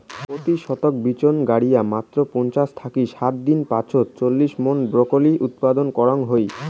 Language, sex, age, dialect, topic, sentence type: Bengali, male, 18-24, Rajbangshi, agriculture, statement